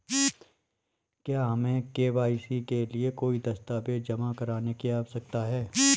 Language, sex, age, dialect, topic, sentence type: Hindi, male, 31-35, Marwari Dhudhari, banking, question